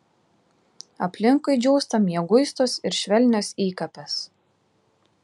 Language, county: Lithuanian, Klaipėda